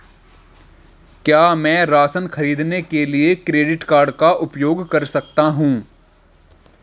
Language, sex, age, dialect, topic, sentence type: Hindi, male, 18-24, Marwari Dhudhari, banking, question